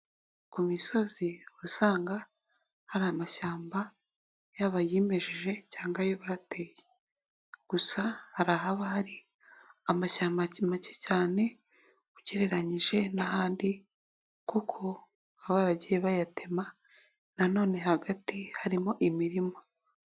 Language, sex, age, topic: Kinyarwanda, female, 18-24, agriculture